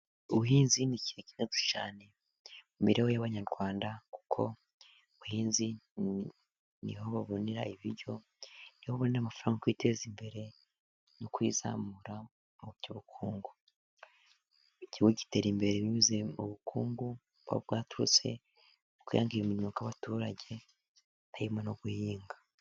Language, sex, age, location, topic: Kinyarwanda, male, 18-24, Musanze, agriculture